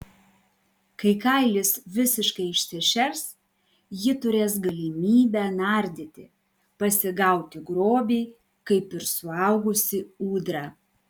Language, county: Lithuanian, Klaipėda